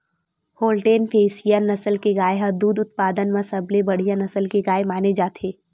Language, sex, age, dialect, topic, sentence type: Chhattisgarhi, female, 18-24, Western/Budati/Khatahi, agriculture, statement